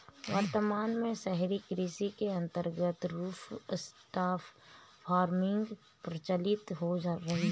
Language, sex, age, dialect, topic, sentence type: Hindi, female, 31-35, Marwari Dhudhari, agriculture, statement